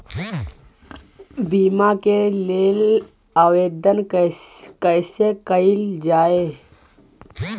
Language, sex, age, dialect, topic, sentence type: Bhojpuri, male, 25-30, Northern, banking, question